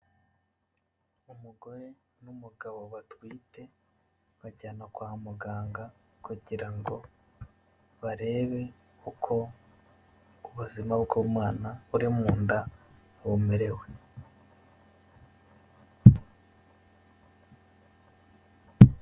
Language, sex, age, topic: Kinyarwanda, male, 25-35, health